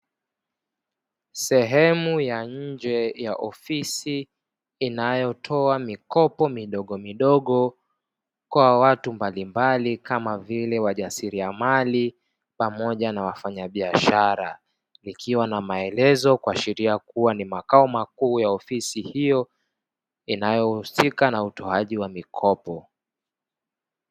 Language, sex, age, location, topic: Swahili, male, 18-24, Dar es Salaam, finance